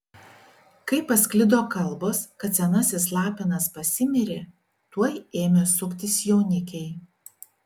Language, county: Lithuanian, Šiauliai